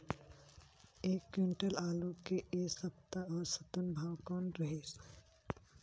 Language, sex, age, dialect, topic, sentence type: Chhattisgarhi, female, 18-24, Northern/Bhandar, agriculture, question